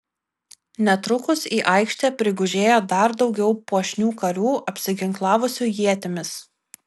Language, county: Lithuanian, Kaunas